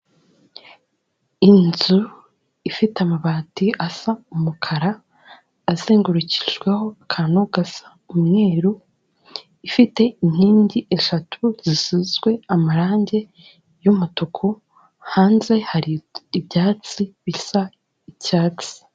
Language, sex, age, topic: Kinyarwanda, female, 18-24, finance